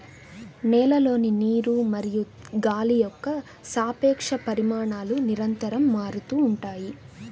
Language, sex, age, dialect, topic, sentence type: Telugu, female, 18-24, Central/Coastal, agriculture, statement